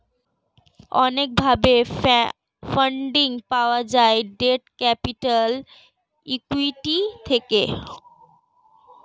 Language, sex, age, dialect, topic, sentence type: Bengali, female, 18-24, Standard Colloquial, banking, statement